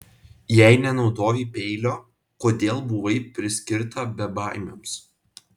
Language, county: Lithuanian, Vilnius